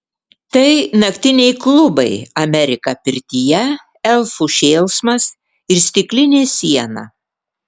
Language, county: Lithuanian, Vilnius